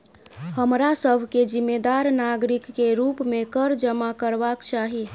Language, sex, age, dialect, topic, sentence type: Maithili, female, 25-30, Southern/Standard, banking, statement